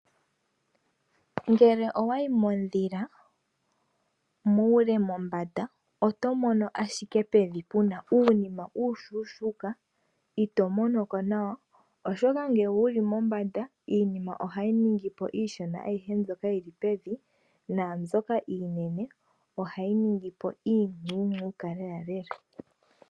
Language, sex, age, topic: Oshiwambo, female, 18-24, agriculture